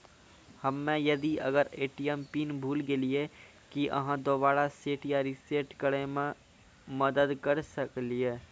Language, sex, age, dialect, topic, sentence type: Maithili, male, 46-50, Angika, banking, question